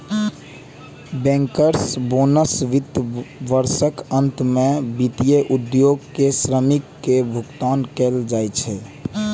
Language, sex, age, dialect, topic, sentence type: Maithili, male, 18-24, Eastern / Thethi, banking, statement